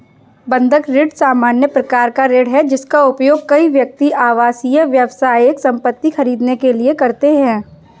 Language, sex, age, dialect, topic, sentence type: Hindi, female, 18-24, Kanauji Braj Bhasha, banking, statement